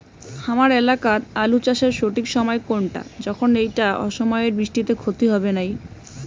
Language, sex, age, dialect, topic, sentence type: Bengali, female, 18-24, Rajbangshi, agriculture, question